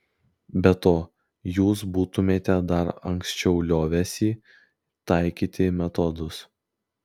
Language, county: Lithuanian, Klaipėda